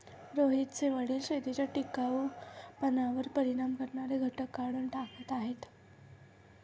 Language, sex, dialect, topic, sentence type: Marathi, female, Standard Marathi, agriculture, statement